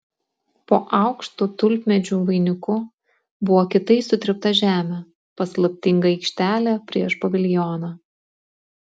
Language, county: Lithuanian, Klaipėda